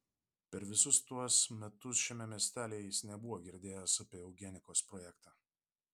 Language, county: Lithuanian, Vilnius